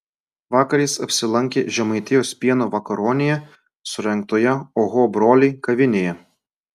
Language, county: Lithuanian, Klaipėda